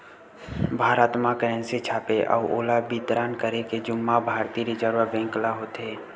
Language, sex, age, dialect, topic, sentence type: Chhattisgarhi, male, 18-24, Western/Budati/Khatahi, banking, statement